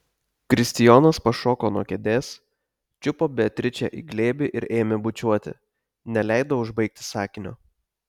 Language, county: Lithuanian, Telšiai